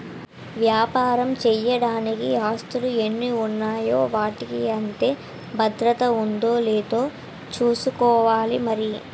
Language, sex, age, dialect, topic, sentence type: Telugu, female, 18-24, Utterandhra, banking, statement